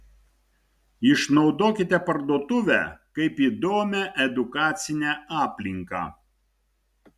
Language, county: Lithuanian, Šiauliai